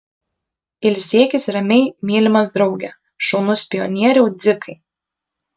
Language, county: Lithuanian, Kaunas